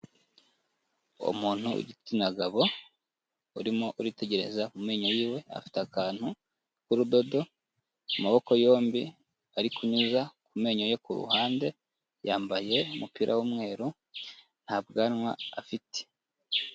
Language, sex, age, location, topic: Kinyarwanda, male, 25-35, Kigali, health